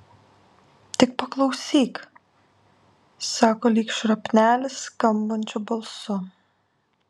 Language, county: Lithuanian, Alytus